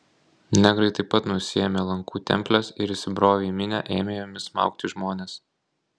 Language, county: Lithuanian, Kaunas